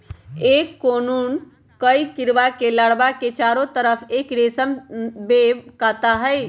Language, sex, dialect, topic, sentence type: Magahi, male, Western, agriculture, statement